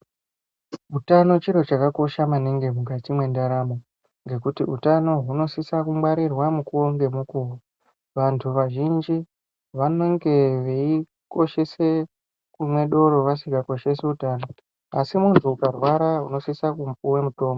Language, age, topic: Ndau, 25-35, health